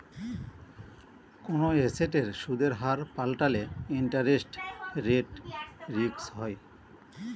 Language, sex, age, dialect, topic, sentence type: Bengali, male, 46-50, Northern/Varendri, banking, statement